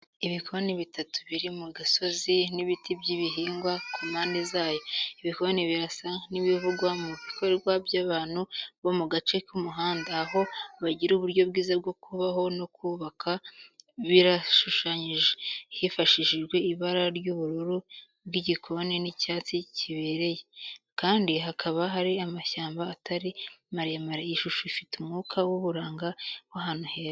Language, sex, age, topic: Kinyarwanda, female, 18-24, education